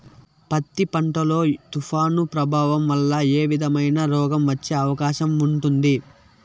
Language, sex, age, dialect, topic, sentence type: Telugu, male, 18-24, Southern, agriculture, question